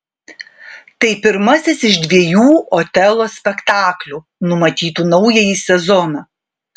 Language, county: Lithuanian, Vilnius